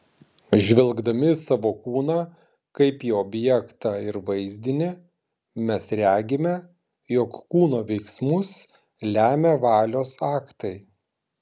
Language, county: Lithuanian, Klaipėda